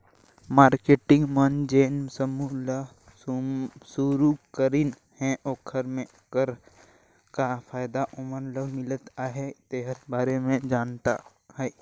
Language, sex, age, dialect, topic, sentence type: Chhattisgarhi, male, 60-100, Northern/Bhandar, banking, statement